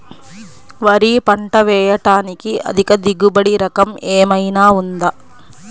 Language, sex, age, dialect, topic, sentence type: Telugu, female, 25-30, Central/Coastal, agriculture, question